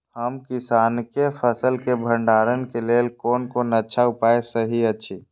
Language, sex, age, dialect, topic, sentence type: Maithili, male, 25-30, Eastern / Thethi, agriculture, question